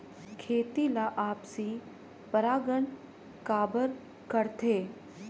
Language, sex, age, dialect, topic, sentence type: Chhattisgarhi, female, 31-35, Northern/Bhandar, agriculture, question